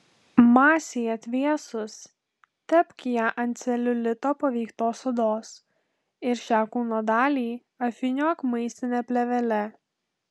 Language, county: Lithuanian, Telšiai